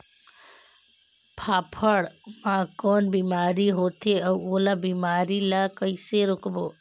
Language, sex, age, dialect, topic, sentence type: Chhattisgarhi, female, 18-24, Northern/Bhandar, agriculture, question